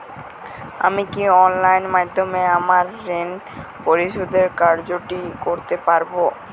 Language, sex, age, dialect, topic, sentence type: Bengali, male, 18-24, Jharkhandi, banking, question